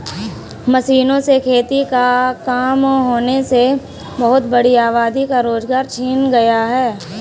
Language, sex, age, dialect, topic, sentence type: Hindi, female, 18-24, Kanauji Braj Bhasha, agriculture, statement